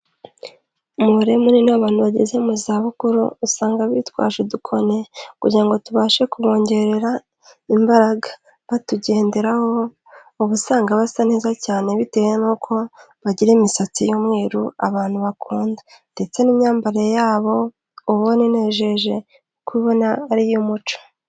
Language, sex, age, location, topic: Kinyarwanda, female, 25-35, Kigali, health